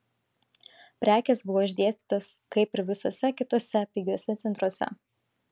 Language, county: Lithuanian, Šiauliai